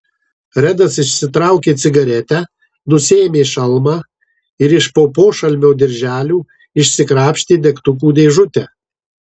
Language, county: Lithuanian, Marijampolė